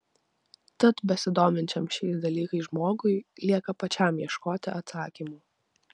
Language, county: Lithuanian, Vilnius